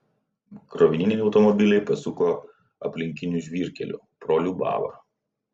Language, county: Lithuanian, Vilnius